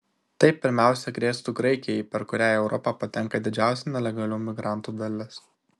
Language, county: Lithuanian, Šiauliai